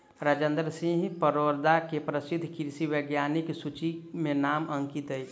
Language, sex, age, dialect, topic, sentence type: Maithili, male, 25-30, Southern/Standard, agriculture, statement